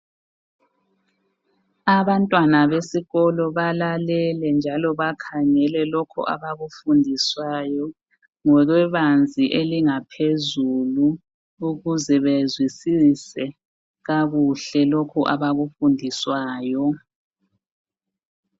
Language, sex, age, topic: North Ndebele, female, 36-49, education